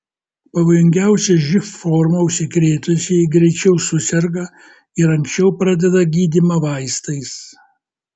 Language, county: Lithuanian, Kaunas